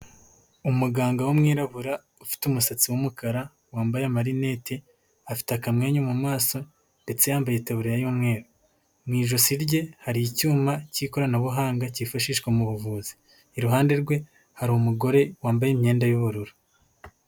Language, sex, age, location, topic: Kinyarwanda, male, 18-24, Huye, health